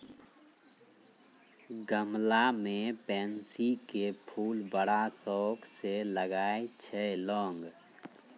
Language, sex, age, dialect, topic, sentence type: Maithili, male, 36-40, Angika, agriculture, statement